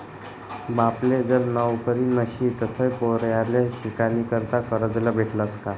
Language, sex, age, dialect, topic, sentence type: Marathi, male, 25-30, Northern Konkan, banking, statement